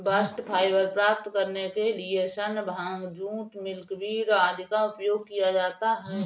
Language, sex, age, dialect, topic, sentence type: Hindi, female, 31-35, Awadhi Bundeli, agriculture, statement